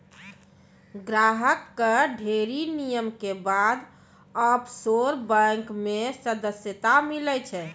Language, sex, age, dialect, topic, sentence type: Maithili, female, 36-40, Angika, banking, statement